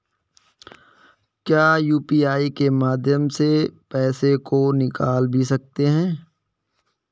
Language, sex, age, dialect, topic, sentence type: Hindi, male, 18-24, Kanauji Braj Bhasha, banking, question